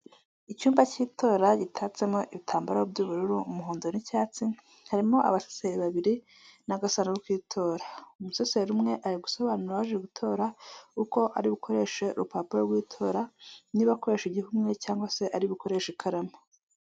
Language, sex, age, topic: Kinyarwanda, male, 18-24, government